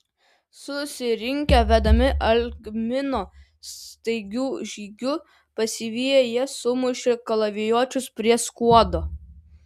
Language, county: Lithuanian, Vilnius